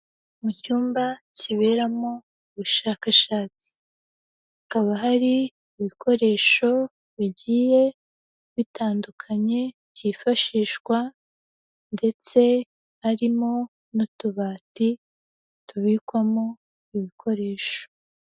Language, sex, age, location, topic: Kinyarwanda, female, 18-24, Huye, education